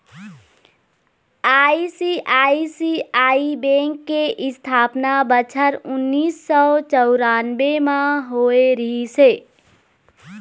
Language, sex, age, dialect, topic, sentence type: Chhattisgarhi, female, 18-24, Eastern, banking, statement